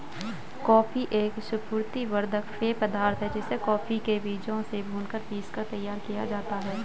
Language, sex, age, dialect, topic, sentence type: Hindi, male, 25-30, Hindustani Malvi Khadi Boli, agriculture, statement